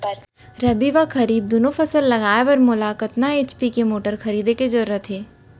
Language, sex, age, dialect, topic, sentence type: Chhattisgarhi, female, 18-24, Central, agriculture, question